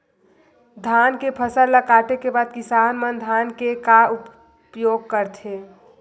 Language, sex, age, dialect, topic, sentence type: Chhattisgarhi, female, 31-35, Western/Budati/Khatahi, agriculture, question